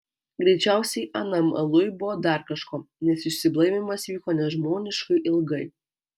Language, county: Lithuanian, Alytus